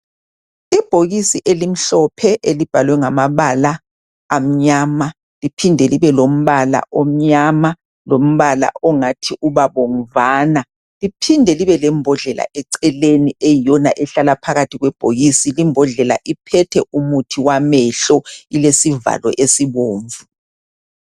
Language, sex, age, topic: North Ndebele, female, 50+, health